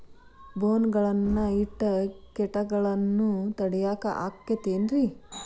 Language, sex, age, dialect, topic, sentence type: Kannada, female, 36-40, Dharwad Kannada, agriculture, question